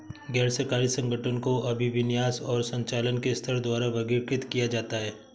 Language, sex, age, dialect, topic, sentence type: Hindi, male, 18-24, Awadhi Bundeli, banking, statement